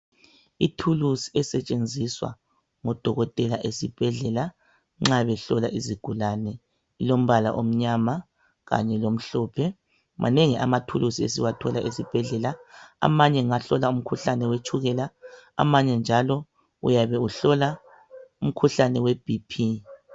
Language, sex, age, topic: North Ndebele, male, 25-35, health